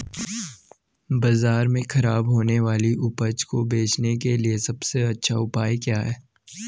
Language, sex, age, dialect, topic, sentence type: Hindi, male, 18-24, Garhwali, agriculture, statement